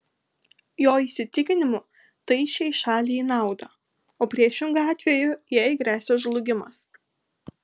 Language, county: Lithuanian, Kaunas